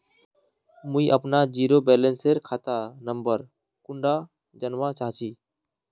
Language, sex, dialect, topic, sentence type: Magahi, male, Northeastern/Surjapuri, banking, question